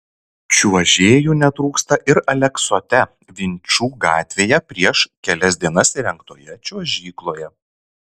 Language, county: Lithuanian, Šiauliai